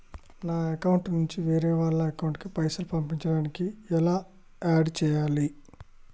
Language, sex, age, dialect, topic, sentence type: Telugu, male, 25-30, Telangana, banking, question